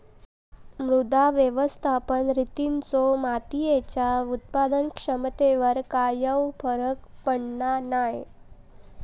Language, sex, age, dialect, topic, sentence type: Marathi, female, 18-24, Southern Konkan, agriculture, statement